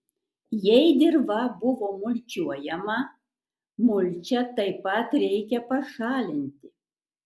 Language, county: Lithuanian, Kaunas